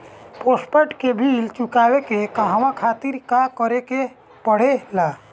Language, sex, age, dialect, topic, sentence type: Bhojpuri, male, 25-30, Northern, banking, question